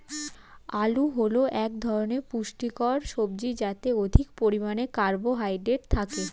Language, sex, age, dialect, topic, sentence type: Bengali, female, 18-24, Standard Colloquial, agriculture, statement